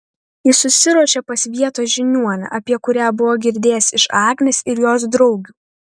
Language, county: Lithuanian, Vilnius